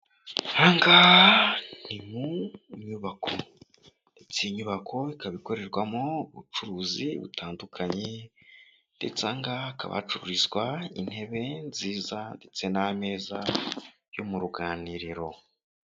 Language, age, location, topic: Kinyarwanda, 18-24, Kigali, finance